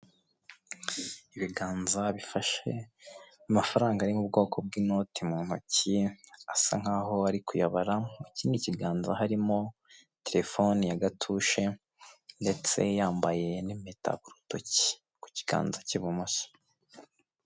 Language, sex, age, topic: Kinyarwanda, male, 18-24, finance